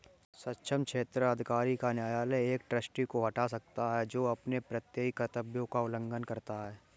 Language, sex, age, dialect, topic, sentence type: Hindi, male, 18-24, Kanauji Braj Bhasha, banking, statement